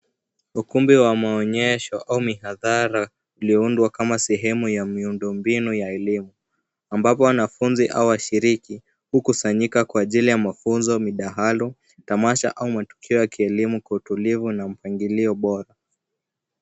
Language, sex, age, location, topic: Swahili, male, 18-24, Nairobi, education